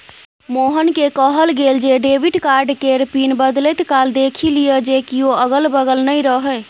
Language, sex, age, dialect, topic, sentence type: Maithili, female, 31-35, Bajjika, banking, statement